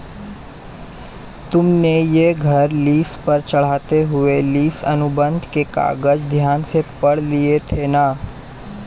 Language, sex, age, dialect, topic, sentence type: Hindi, male, 18-24, Hindustani Malvi Khadi Boli, banking, statement